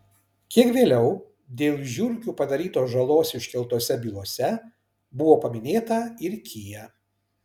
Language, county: Lithuanian, Kaunas